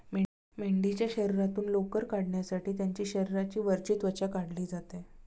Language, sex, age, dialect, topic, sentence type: Marathi, female, 36-40, Standard Marathi, agriculture, statement